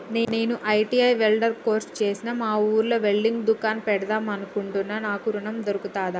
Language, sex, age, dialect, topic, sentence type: Telugu, female, 18-24, Telangana, banking, question